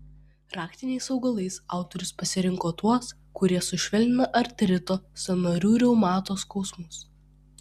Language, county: Lithuanian, Vilnius